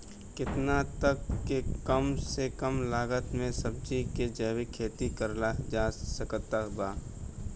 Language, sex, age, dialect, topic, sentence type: Bhojpuri, male, 18-24, Southern / Standard, agriculture, question